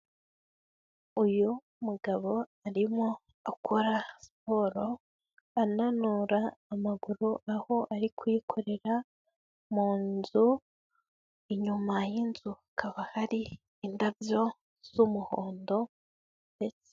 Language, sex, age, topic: Kinyarwanda, female, 18-24, health